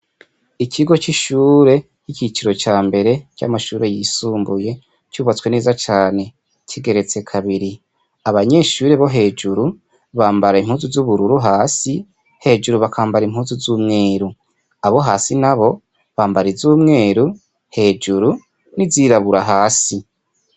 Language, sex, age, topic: Rundi, male, 25-35, education